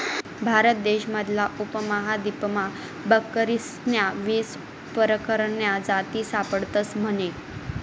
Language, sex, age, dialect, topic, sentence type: Marathi, female, 18-24, Northern Konkan, agriculture, statement